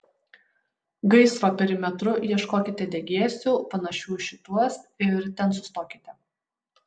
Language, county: Lithuanian, Utena